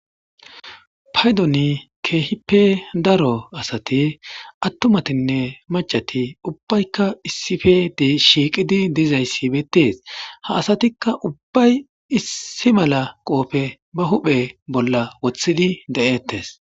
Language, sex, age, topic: Gamo, male, 18-24, government